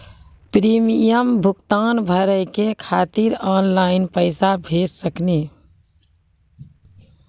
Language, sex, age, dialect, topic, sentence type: Maithili, female, 41-45, Angika, banking, question